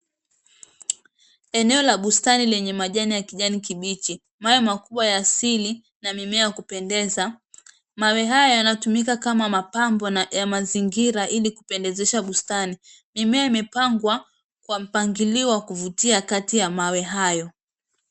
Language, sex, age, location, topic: Swahili, female, 25-35, Mombasa, agriculture